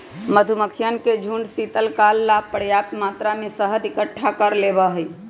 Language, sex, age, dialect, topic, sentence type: Magahi, female, 25-30, Western, agriculture, statement